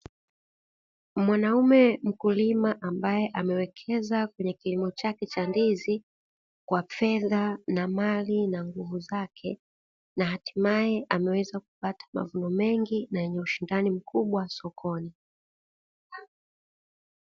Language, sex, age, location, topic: Swahili, female, 36-49, Dar es Salaam, agriculture